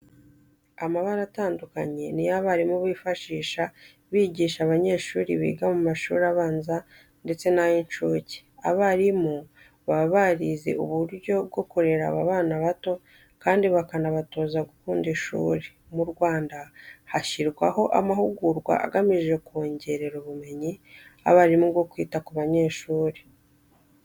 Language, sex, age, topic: Kinyarwanda, female, 25-35, education